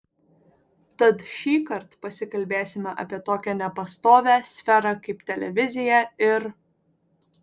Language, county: Lithuanian, Vilnius